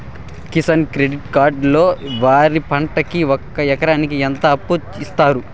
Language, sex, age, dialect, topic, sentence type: Telugu, male, 18-24, Southern, agriculture, question